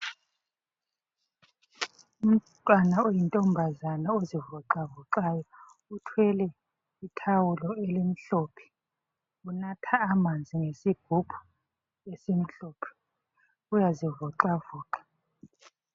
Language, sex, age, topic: North Ndebele, female, 36-49, health